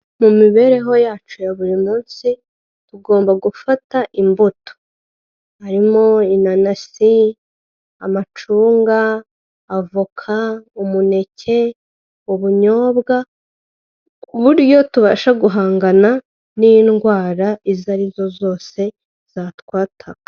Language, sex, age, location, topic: Kinyarwanda, female, 25-35, Kigali, health